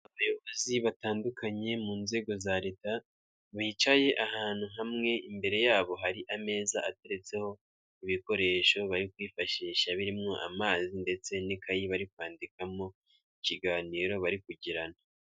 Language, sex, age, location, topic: Kinyarwanda, male, 50+, Kigali, government